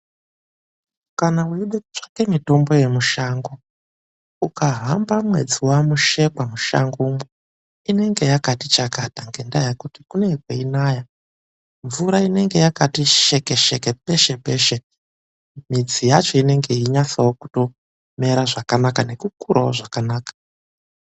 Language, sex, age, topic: Ndau, male, 25-35, health